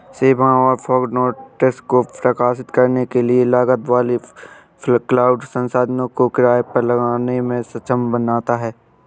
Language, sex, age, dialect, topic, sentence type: Hindi, male, 18-24, Awadhi Bundeli, agriculture, statement